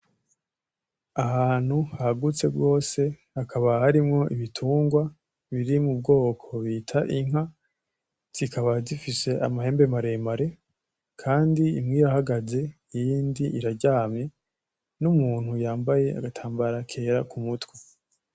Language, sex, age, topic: Rundi, male, 18-24, agriculture